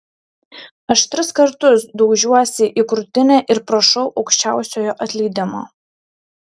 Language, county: Lithuanian, Šiauliai